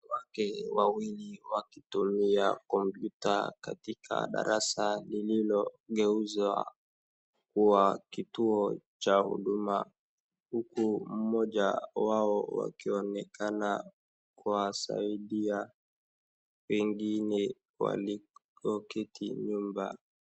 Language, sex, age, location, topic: Swahili, male, 18-24, Wajir, government